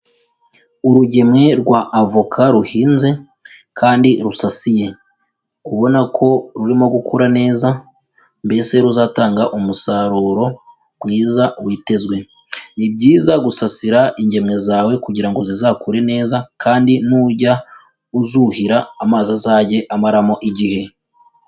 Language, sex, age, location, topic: Kinyarwanda, female, 25-35, Kigali, agriculture